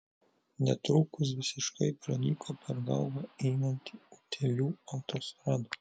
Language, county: Lithuanian, Vilnius